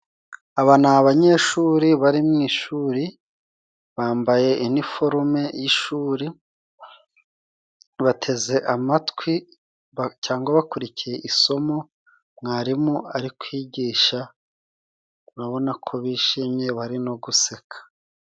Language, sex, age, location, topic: Kinyarwanda, male, 36-49, Musanze, education